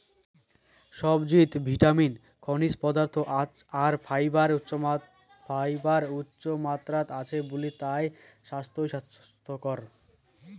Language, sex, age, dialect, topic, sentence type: Bengali, male, 18-24, Rajbangshi, agriculture, statement